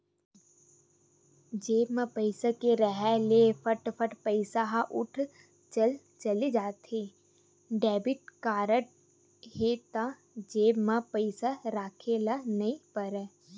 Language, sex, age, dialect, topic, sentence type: Chhattisgarhi, female, 18-24, Western/Budati/Khatahi, banking, statement